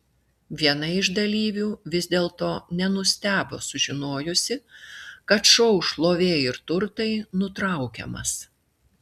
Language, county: Lithuanian, Klaipėda